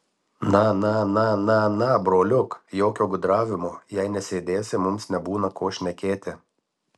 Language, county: Lithuanian, Marijampolė